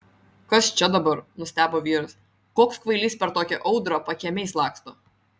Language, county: Lithuanian, Vilnius